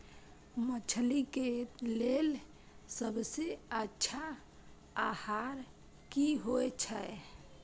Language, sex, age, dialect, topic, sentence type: Maithili, female, 18-24, Bajjika, agriculture, question